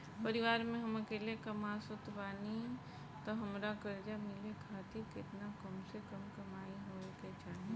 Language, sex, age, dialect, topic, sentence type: Bhojpuri, female, 41-45, Southern / Standard, banking, question